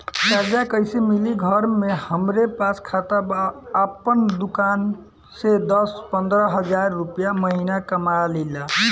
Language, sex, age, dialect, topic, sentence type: Bhojpuri, male, 18-24, Southern / Standard, banking, question